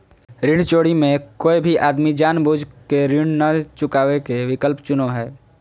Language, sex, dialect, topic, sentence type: Magahi, female, Southern, banking, statement